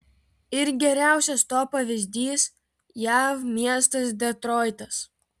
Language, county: Lithuanian, Vilnius